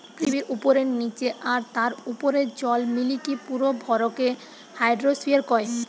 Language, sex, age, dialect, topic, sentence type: Bengali, female, 18-24, Western, agriculture, statement